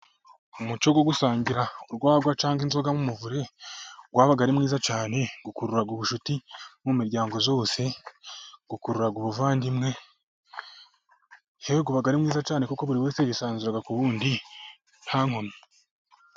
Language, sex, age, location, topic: Kinyarwanda, male, 25-35, Musanze, government